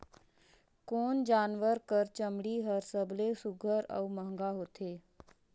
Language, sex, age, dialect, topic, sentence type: Chhattisgarhi, female, 46-50, Northern/Bhandar, agriculture, question